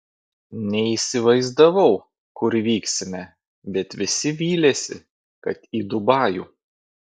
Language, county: Lithuanian, Vilnius